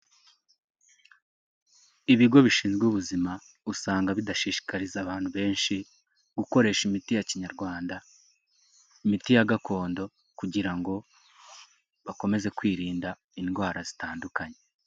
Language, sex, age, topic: Kinyarwanda, male, 18-24, health